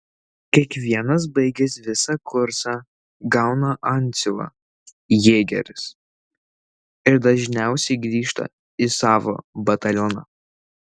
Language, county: Lithuanian, Šiauliai